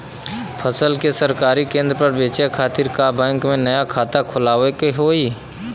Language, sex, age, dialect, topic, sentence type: Bhojpuri, male, 25-30, Western, banking, question